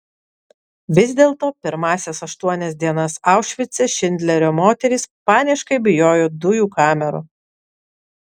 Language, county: Lithuanian, Vilnius